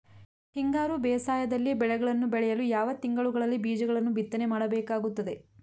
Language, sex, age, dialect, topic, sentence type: Kannada, female, 25-30, Mysore Kannada, agriculture, question